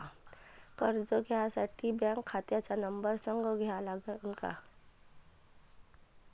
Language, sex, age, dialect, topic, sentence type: Marathi, female, 25-30, Varhadi, banking, question